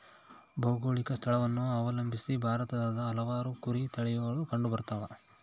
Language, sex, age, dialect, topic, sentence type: Kannada, male, 25-30, Central, agriculture, statement